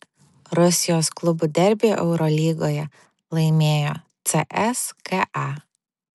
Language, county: Lithuanian, Vilnius